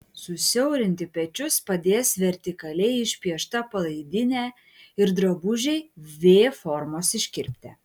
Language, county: Lithuanian, Klaipėda